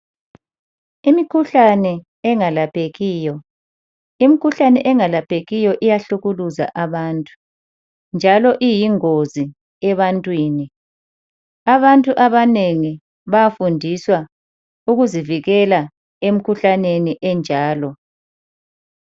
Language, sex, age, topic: North Ndebele, female, 18-24, health